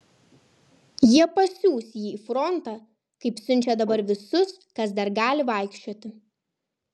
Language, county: Lithuanian, Kaunas